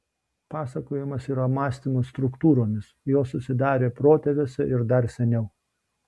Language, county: Lithuanian, Šiauliai